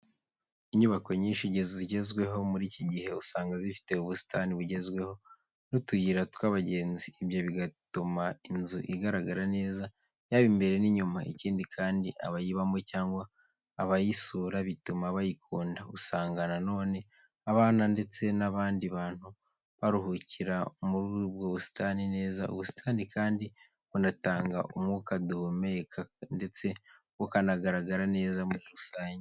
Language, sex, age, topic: Kinyarwanda, male, 25-35, education